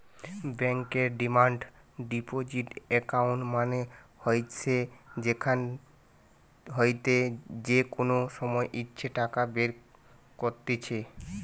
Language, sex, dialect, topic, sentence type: Bengali, male, Western, banking, statement